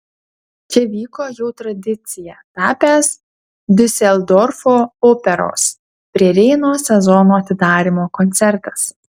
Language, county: Lithuanian, Utena